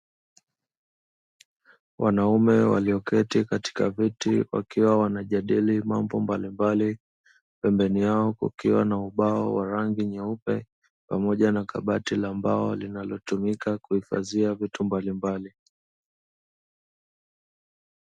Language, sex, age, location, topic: Swahili, male, 25-35, Dar es Salaam, education